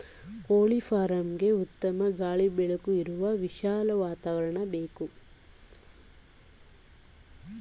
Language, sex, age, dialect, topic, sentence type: Kannada, female, 18-24, Mysore Kannada, agriculture, statement